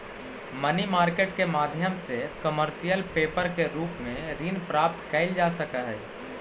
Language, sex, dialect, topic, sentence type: Magahi, male, Central/Standard, agriculture, statement